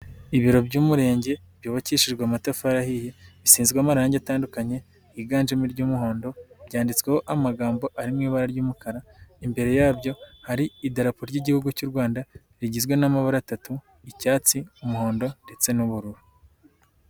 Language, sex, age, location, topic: Kinyarwanda, male, 18-24, Nyagatare, government